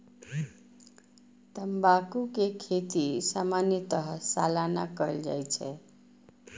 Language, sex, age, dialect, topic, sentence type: Maithili, female, 41-45, Eastern / Thethi, agriculture, statement